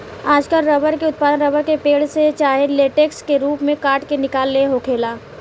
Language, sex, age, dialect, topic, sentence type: Bhojpuri, female, 18-24, Southern / Standard, agriculture, statement